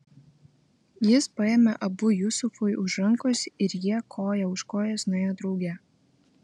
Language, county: Lithuanian, Vilnius